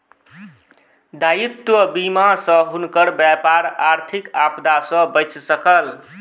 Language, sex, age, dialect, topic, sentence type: Maithili, male, 25-30, Southern/Standard, banking, statement